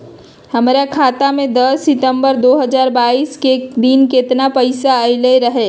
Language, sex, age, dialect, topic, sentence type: Magahi, female, 36-40, Western, banking, question